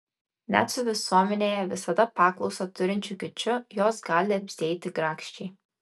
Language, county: Lithuanian, Kaunas